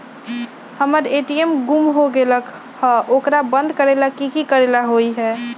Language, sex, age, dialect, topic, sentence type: Magahi, female, 25-30, Western, banking, question